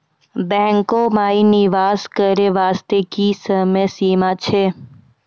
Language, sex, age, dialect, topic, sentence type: Maithili, female, 41-45, Angika, banking, question